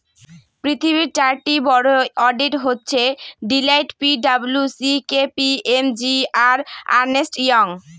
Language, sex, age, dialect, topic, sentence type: Bengali, female, 25-30, Northern/Varendri, banking, statement